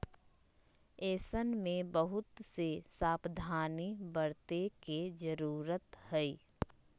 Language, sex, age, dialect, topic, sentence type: Magahi, female, 25-30, Western, banking, statement